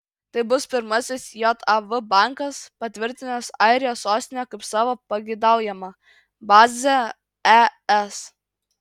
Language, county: Lithuanian, Kaunas